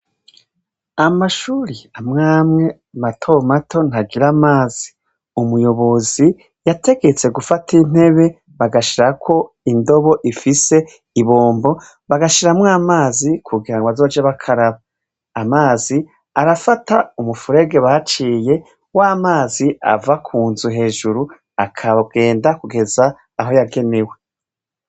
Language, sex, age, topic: Rundi, female, 25-35, education